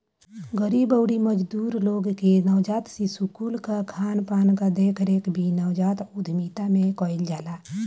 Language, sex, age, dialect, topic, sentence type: Bhojpuri, male, 18-24, Northern, banking, statement